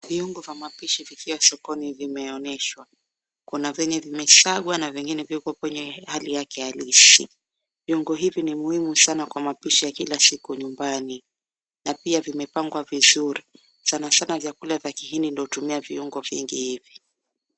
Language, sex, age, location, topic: Swahili, female, 25-35, Mombasa, agriculture